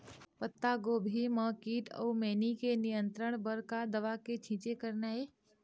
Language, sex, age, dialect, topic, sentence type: Chhattisgarhi, female, 25-30, Eastern, agriculture, question